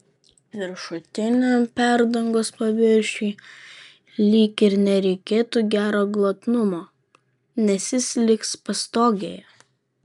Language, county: Lithuanian, Vilnius